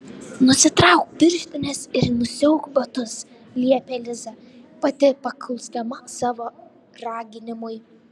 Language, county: Lithuanian, Šiauliai